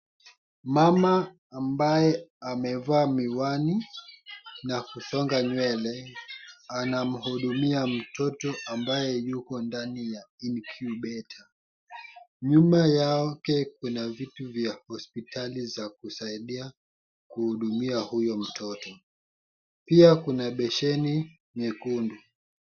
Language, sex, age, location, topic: Swahili, male, 18-24, Kisumu, health